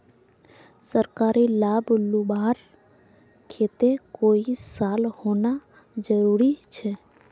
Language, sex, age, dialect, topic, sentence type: Magahi, female, 18-24, Northeastern/Surjapuri, banking, question